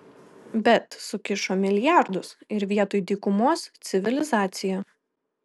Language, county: Lithuanian, Kaunas